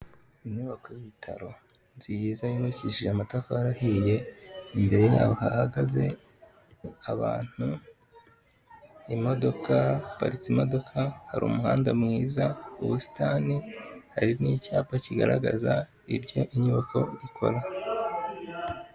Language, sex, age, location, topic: Kinyarwanda, male, 25-35, Kigali, health